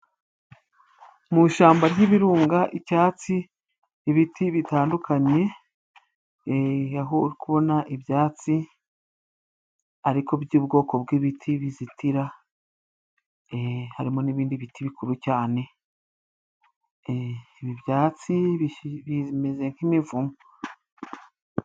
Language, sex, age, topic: Kinyarwanda, female, 36-49, health